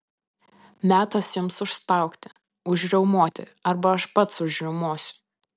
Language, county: Lithuanian, Panevėžys